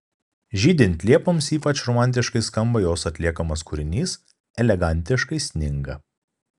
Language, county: Lithuanian, Kaunas